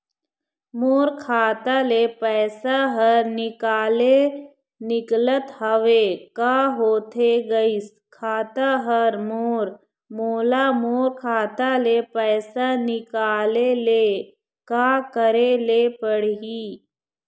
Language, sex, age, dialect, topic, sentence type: Chhattisgarhi, female, 41-45, Eastern, banking, question